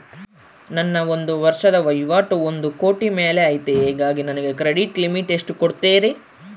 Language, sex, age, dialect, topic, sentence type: Kannada, male, 18-24, Central, banking, question